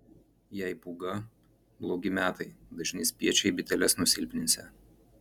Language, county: Lithuanian, Marijampolė